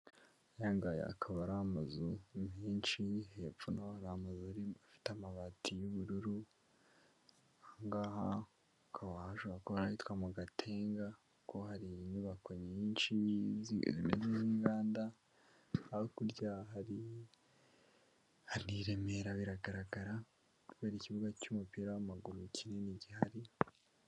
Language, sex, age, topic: Kinyarwanda, male, 18-24, government